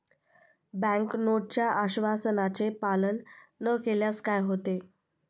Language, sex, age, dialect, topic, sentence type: Marathi, female, 25-30, Standard Marathi, banking, statement